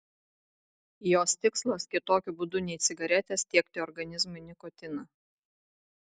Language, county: Lithuanian, Vilnius